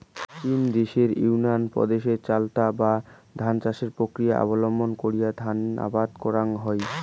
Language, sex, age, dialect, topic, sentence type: Bengali, male, 18-24, Rajbangshi, agriculture, statement